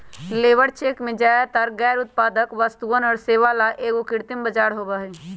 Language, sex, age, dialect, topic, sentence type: Magahi, female, 25-30, Western, banking, statement